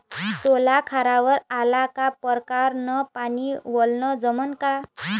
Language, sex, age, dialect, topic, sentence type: Marathi, female, 18-24, Varhadi, agriculture, question